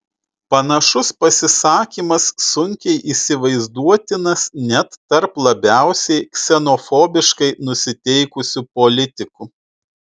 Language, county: Lithuanian, Utena